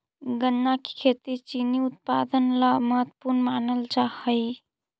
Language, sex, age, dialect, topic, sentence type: Magahi, female, 41-45, Central/Standard, agriculture, statement